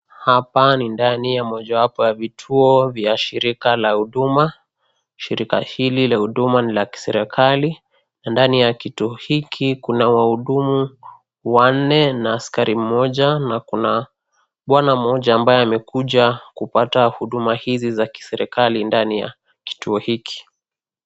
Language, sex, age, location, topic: Swahili, female, 25-35, Kisii, government